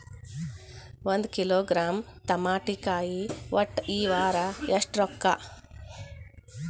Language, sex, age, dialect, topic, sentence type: Kannada, female, 41-45, Dharwad Kannada, agriculture, question